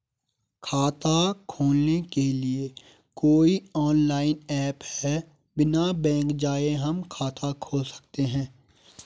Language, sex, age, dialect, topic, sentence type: Hindi, male, 18-24, Garhwali, banking, question